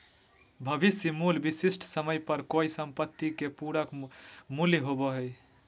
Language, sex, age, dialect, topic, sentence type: Magahi, male, 41-45, Southern, banking, statement